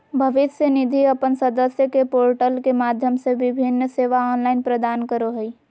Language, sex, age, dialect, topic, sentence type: Magahi, female, 41-45, Southern, banking, statement